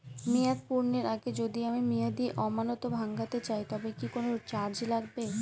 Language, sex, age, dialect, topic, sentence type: Bengali, female, 18-24, Northern/Varendri, banking, question